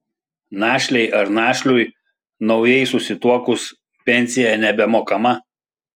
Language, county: Lithuanian, Klaipėda